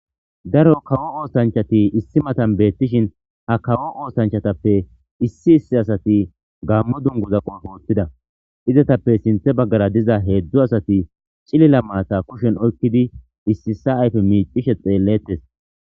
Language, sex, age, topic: Gamo, male, 25-35, government